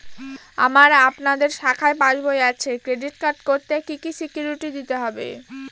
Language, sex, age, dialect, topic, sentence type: Bengali, female, 18-24, Northern/Varendri, banking, question